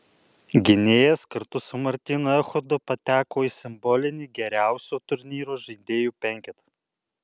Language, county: Lithuanian, Alytus